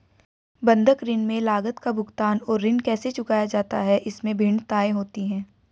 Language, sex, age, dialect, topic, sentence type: Hindi, female, 18-24, Hindustani Malvi Khadi Boli, banking, statement